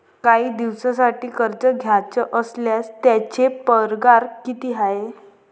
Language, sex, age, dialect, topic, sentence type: Marathi, female, 18-24, Varhadi, banking, question